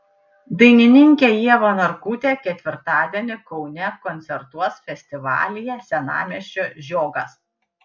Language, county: Lithuanian, Panevėžys